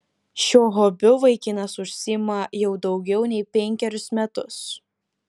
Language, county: Lithuanian, Kaunas